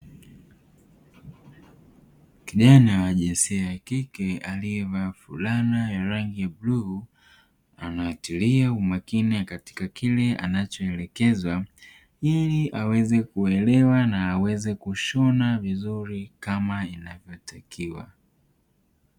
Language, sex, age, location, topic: Swahili, male, 18-24, Dar es Salaam, education